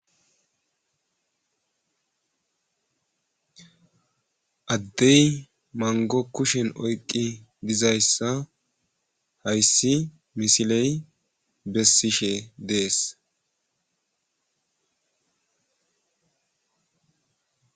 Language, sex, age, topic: Gamo, male, 25-35, agriculture